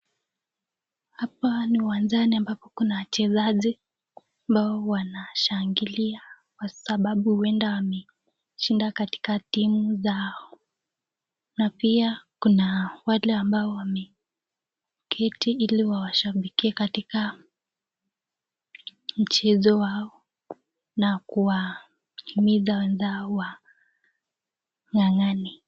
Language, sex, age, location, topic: Swahili, female, 18-24, Nakuru, government